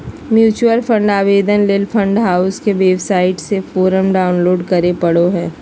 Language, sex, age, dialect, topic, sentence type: Magahi, female, 56-60, Southern, banking, statement